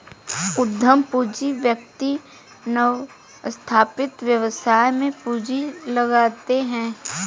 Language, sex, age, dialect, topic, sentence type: Hindi, female, 18-24, Hindustani Malvi Khadi Boli, banking, statement